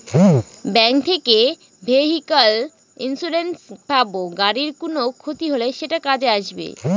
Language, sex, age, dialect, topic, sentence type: Bengali, female, 18-24, Northern/Varendri, banking, statement